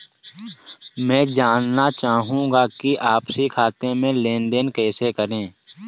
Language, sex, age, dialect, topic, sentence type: Hindi, male, 18-24, Marwari Dhudhari, banking, question